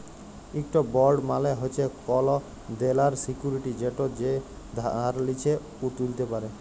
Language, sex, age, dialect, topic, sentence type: Bengali, male, 25-30, Jharkhandi, banking, statement